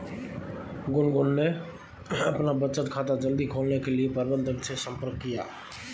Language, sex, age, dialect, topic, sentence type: Hindi, female, 18-24, Marwari Dhudhari, banking, statement